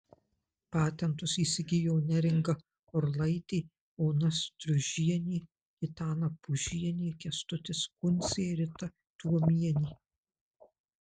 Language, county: Lithuanian, Marijampolė